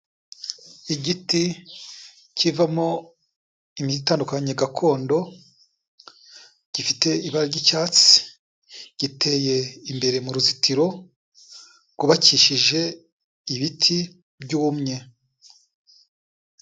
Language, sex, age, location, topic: Kinyarwanda, male, 36-49, Kigali, health